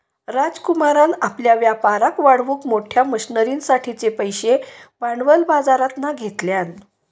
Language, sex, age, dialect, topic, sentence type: Marathi, female, 56-60, Southern Konkan, banking, statement